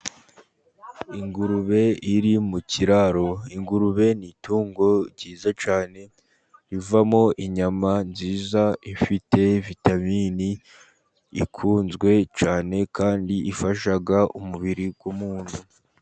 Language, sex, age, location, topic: Kinyarwanda, male, 50+, Musanze, agriculture